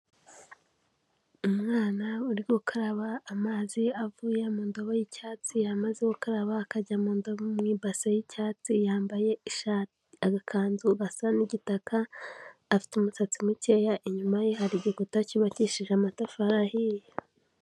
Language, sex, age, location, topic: Kinyarwanda, female, 18-24, Kigali, health